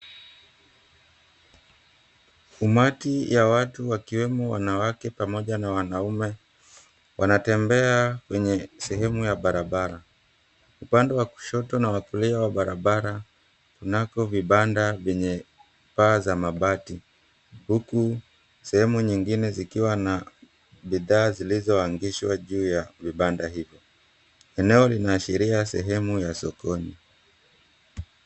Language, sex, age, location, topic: Swahili, male, 18-24, Mombasa, finance